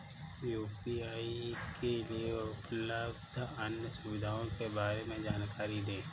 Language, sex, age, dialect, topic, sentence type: Hindi, male, 25-30, Kanauji Braj Bhasha, banking, question